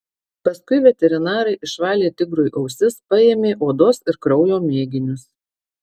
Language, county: Lithuanian, Marijampolė